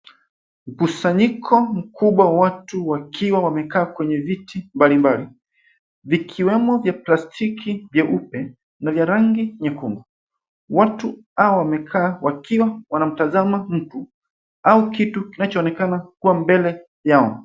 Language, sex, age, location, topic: Swahili, male, 25-35, Nairobi, health